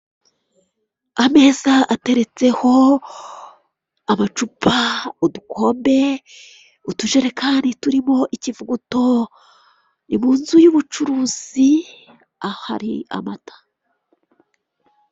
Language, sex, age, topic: Kinyarwanda, female, 36-49, finance